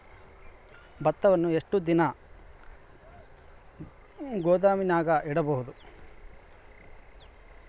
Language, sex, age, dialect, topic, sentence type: Kannada, male, 25-30, Central, agriculture, question